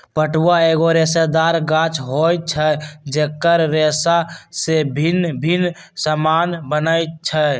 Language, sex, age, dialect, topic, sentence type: Magahi, male, 18-24, Western, agriculture, statement